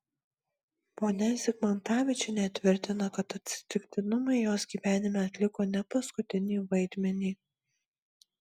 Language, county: Lithuanian, Marijampolė